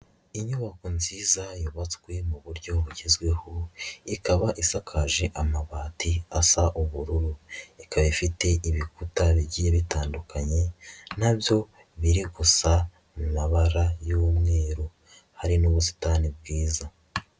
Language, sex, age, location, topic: Kinyarwanda, male, 50+, Nyagatare, education